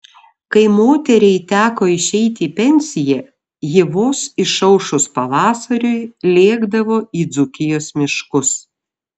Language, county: Lithuanian, Šiauliai